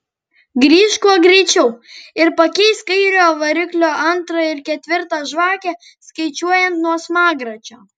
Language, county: Lithuanian, Kaunas